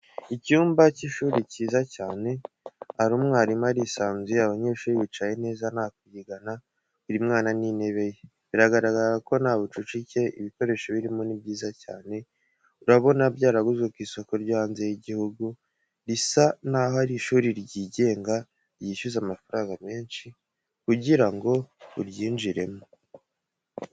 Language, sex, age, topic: Kinyarwanda, male, 18-24, education